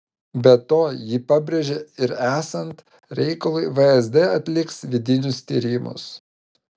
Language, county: Lithuanian, Vilnius